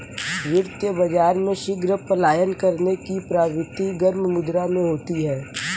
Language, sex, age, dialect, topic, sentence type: Hindi, male, 18-24, Kanauji Braj Bhasha, banking, statement